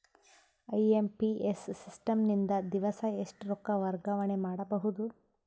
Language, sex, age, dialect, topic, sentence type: Kannada, female, 18-24, Northeastern, banking, question